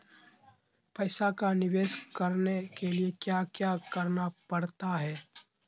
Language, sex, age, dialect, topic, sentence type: Magahi, male, 25-30, Southern, banking, question